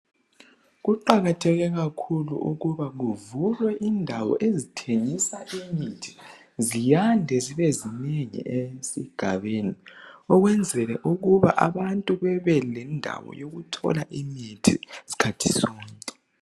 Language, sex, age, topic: North Ndebele, male, 18-24, health